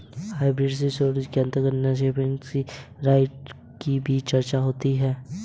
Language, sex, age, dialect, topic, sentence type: Hindi, male, 18-24, Hindustani Malvi Khadi Boli, banking, statement